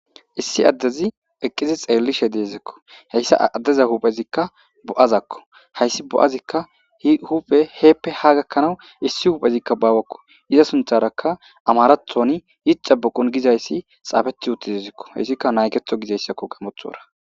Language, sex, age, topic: Gamo, male, 25-35, government